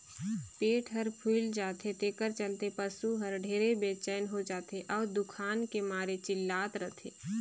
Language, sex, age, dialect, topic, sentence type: Chhattisgarhi, female, 25-30, Northern/Bhandar, agriculture, statement